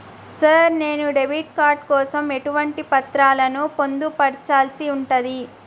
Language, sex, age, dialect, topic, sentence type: Telugu, female, 31-35, Telangana, banking, question